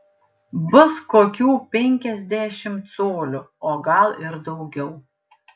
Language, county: Lithuanian, Panevėžys